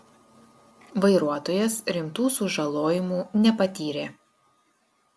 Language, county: Lithuanian, Klaipėda